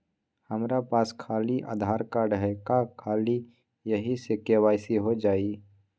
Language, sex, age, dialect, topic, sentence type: Magahi, male, 18-24, Western, banking, question